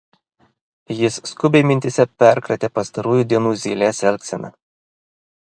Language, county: Lithuanian, Vilnius